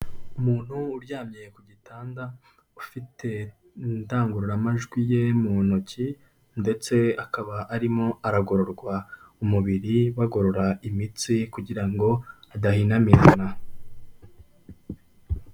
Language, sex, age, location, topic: Kinyarwanda, male, 18-24, Kigali, health